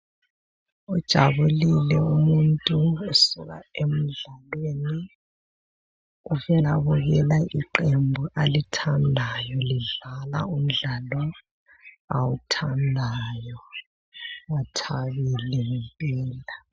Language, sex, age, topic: North Ndebele, female, 36-49, health